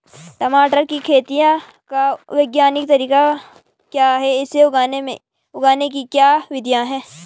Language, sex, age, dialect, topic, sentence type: Hindi, female, 25-30, Garhwali, agriculture, question